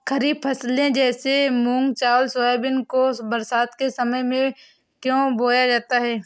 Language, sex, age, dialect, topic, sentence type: Hindi, female, 18-24, Awadhi Bundeli, agriculture, question